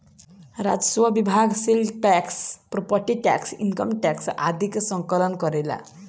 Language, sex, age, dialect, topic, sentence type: Bhojpuri, female, 18-24, Southern / Standard, banking, statement